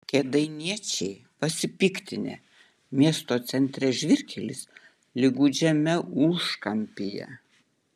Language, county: Lithuanian, Utena